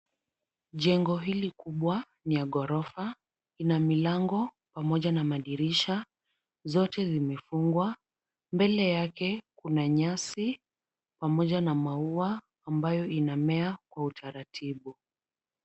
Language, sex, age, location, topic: Swahili, female, 36-49, Kisumu, education